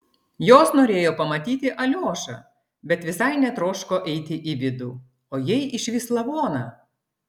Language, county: Lithuanian, Klaipėda